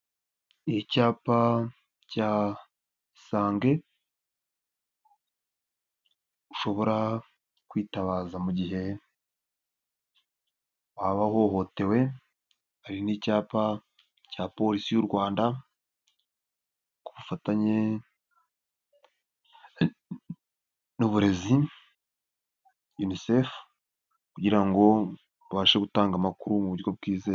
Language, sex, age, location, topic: Kinyarwanda, male, 18-24, Nyagatare, health